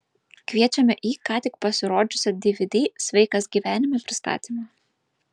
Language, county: Lithuanian, Vilnius